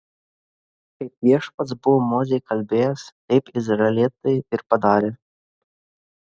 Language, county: Lithuanian, Kaunas